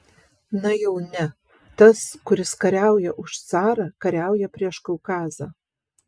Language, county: Lithuanian, Vilnius